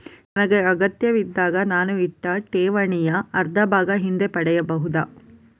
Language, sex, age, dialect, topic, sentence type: Kannada, female, 41-45, Coastal/Dakshin, banking, question